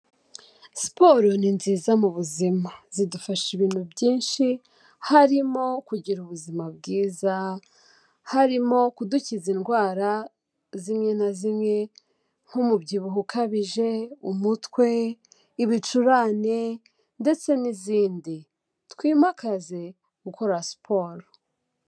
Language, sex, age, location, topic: Kinyarwanda, female, 18-24, Kigali, health